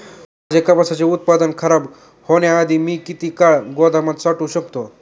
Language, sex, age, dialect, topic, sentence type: Marathi, male, 18-24, Standard Marathi, agriculture, question